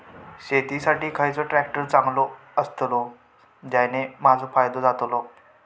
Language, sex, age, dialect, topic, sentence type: Marathi, male, 18-24, Southern Konkan, agriculture, question